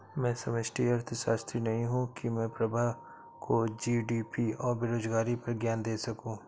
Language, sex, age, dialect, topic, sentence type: Hindi, male, 18-24, Awadhi Bundeli, banking, statement